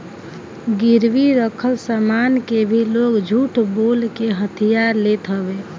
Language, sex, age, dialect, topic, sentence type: Bhojpuri, female, 25-30, Northern, banking, statement